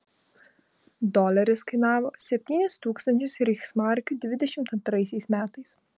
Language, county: Lithuanian, Vilnius